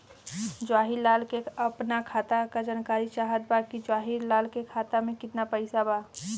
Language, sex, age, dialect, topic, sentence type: Bhojpuri, female, 18-24, Western, banking, question